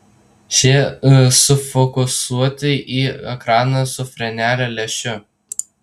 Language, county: Lithuanian, Tauragė